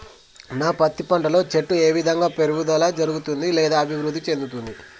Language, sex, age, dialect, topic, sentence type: Telugu, male, 25-30, Telangana, agriculture, question